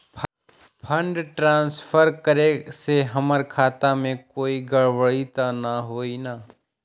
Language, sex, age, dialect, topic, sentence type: Magahi, male, 60-100, Western, banking, question